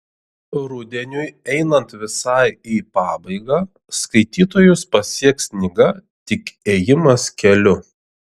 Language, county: Lithuanian, Šiauliai